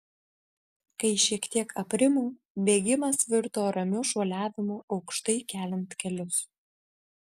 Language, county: Lithuanian, Vilnius